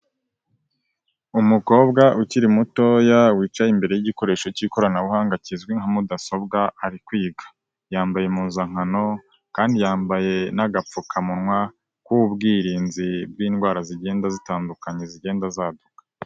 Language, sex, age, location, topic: Kinyarwanda, male, 18-24, Nyagatare, education